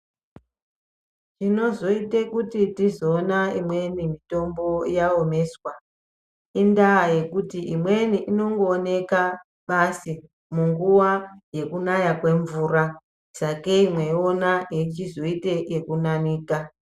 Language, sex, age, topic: Ndau, male, 25-35, health